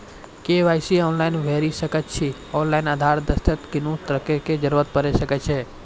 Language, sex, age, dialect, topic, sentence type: Maithili, male, 41-45, Angika, banking, question